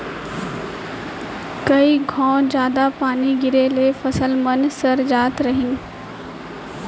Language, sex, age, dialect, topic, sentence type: Chhattisgarhi, female, 18-24, Central, banking, statement